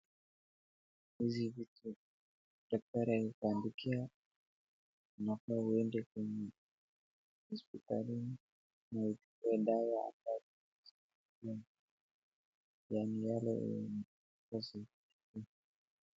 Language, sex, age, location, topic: Swahili, male, 25-35, Wajir, health